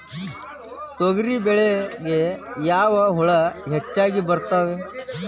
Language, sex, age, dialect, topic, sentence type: Kannada, male, 18-24, Dharwad Kannada, agriculture, question